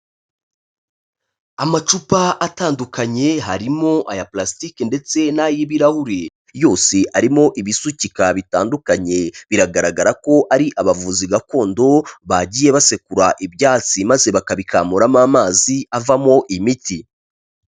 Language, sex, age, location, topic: Kinyarwanda, male, 25-35, Kigali, health